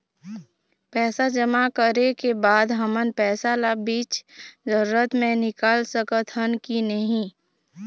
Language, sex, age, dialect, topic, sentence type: Chhattisgarhi, female, 25-30, Eastern, banking, question